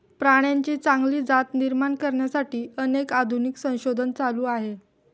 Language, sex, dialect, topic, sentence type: Marathi, female, Standard Marathi, agriculture, statement